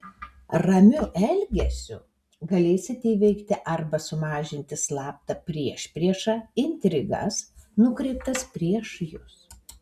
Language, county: Lithuanian, Alytus